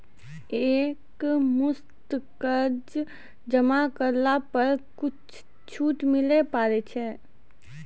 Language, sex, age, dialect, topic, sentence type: Maithili, female, 56-60, Angika, banking, question